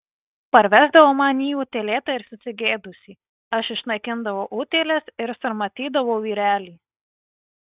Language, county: Lithuanian, Marijampolė